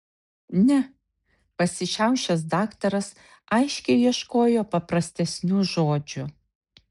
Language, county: Lithuanian, Šiauliai